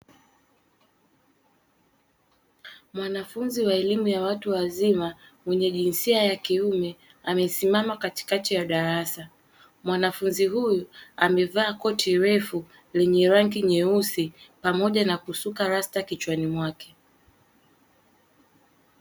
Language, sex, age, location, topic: Swahili, female, 18-24, Dar es Salaam, education